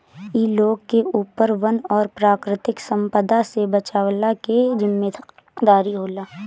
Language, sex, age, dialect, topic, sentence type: Bhojpuri, female, 18-24, Northern, agriculture, statement